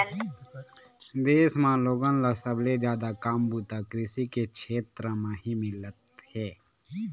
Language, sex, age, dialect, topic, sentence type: Chhattisgarhi, male, 18-24, Eastern, agriculture, statement